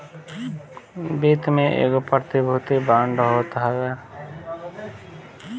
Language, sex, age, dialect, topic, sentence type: Bhojpuri, male, 18-24, Northern, banking, statement